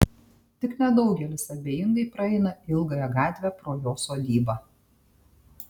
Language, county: Lithuanian, Tauragė